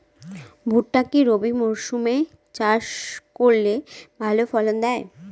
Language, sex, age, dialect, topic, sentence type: Bengali, female, 18-24, Northern/Varendri, agriculture, question